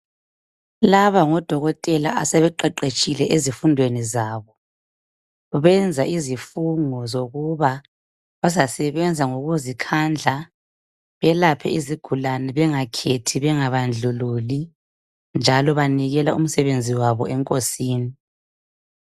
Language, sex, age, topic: North Ndebele, female, 25-35, health